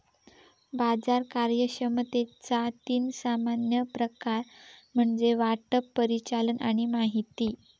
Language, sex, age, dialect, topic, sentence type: Marathi, female, 18-24, Southern Konkan, banking, statement